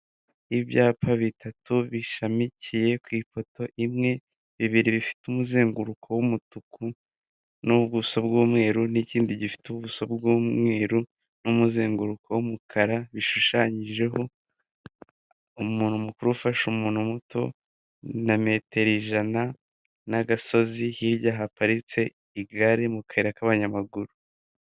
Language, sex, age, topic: Kinyarwanda, male, 18-24, government